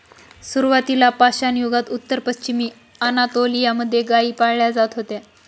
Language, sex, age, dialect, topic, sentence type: Marathi, female, 25-30, Northern Konkan, agriculture, statement